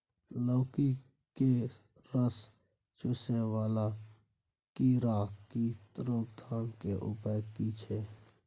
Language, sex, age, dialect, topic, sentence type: Maithili, male, 25-30, Bajjika, agriculture, question